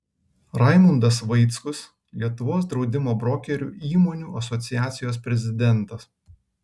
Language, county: Lithuanian, Kaunas